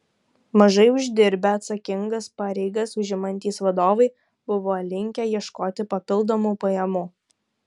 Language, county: Lithuanian, Kaunas